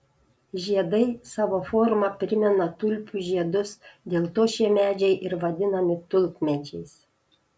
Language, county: Lithuanian, Šiauliai